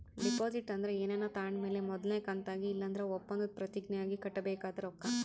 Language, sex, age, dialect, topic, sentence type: Kannada, female, 25-30, Central, banking, statement